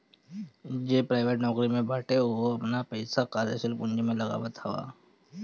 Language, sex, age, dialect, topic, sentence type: Bhojpuri, male, 25-30, Northern, banking, statement